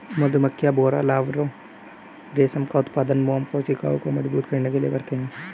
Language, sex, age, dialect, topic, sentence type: Hindi, male, 18-24, Hindustani Malvi Khadi Boli, agriculture, statement